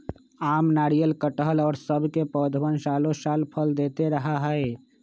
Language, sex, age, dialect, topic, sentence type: Magahi, male, 25-30, Western, agriculture, statement